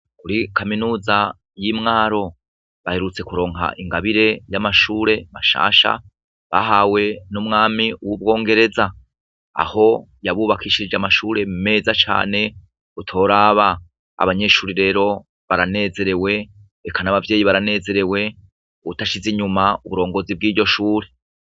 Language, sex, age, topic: Rundi, male, 36-49, education